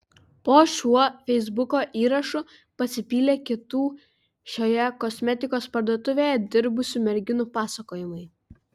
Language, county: Lithuanian, Vilnius